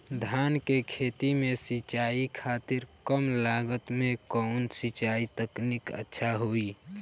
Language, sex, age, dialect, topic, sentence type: Bhojpuri, male, <18, Northern, agriculture, question